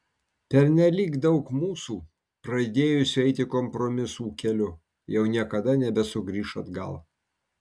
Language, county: Lithuanian, Kaunas